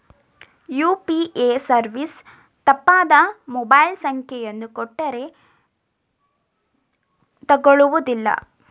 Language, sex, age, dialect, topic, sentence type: Kannada, female, 18-24, Mysore Kannada, banking, statement